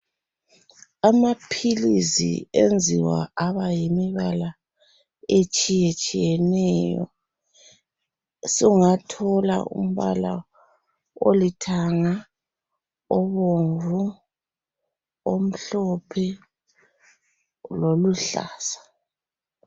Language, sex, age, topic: North Ndebele, female, 36-49, health